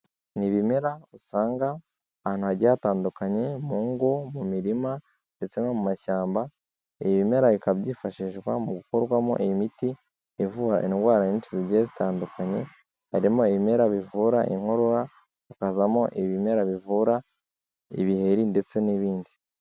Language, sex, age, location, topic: Kinyarwanda, male, 18-24, Kigali, health